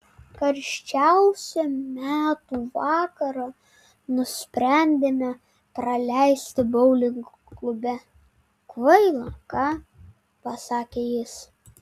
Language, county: Lithuanian, Vilnius